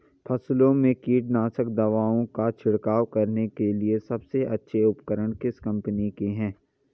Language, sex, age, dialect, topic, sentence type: Hindi, male, 41-45, Garhwali, agriculture, question